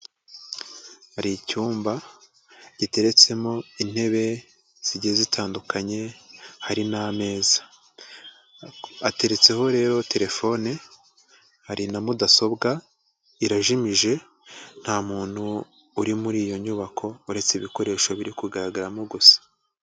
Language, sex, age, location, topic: Kinyarwanda, male, 25-35, Huye, education